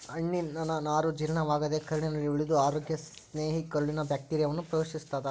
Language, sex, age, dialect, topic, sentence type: Kannada, male, 41-45, Central, agriculture, statement